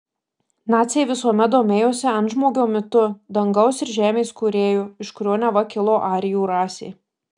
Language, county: Lithuanian, Marijampolė